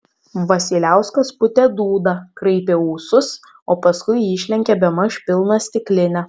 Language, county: Lithuanian, Vilnius